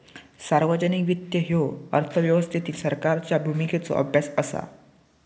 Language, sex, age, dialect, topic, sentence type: Marathi, male, 18-24, Southern Konkan, banking, statement